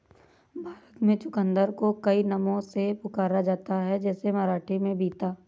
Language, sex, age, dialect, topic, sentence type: Hindi, female, 31-35, Awadhi Bundeli, agriculture, statement